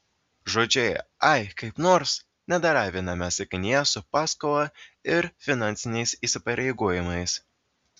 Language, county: Lithuanian, Vilnius